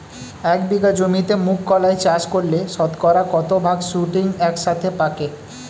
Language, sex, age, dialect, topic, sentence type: Bengali, male, 25-30, Standard Colloquial, agriculture, question